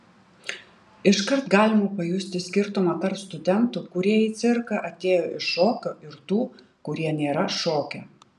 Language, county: Lithuanian, Utena